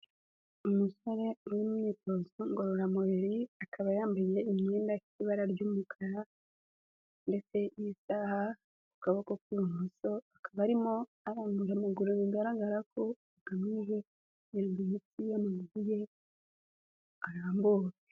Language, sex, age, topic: Kinyarwanda, female, 18-24, health